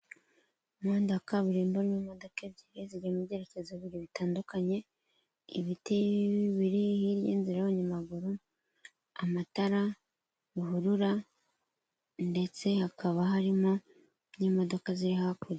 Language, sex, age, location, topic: Kinyarwanda, male, 36-49, Kigali, government